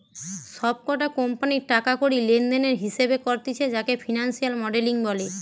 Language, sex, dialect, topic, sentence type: Bengali, female, Western, banking, statement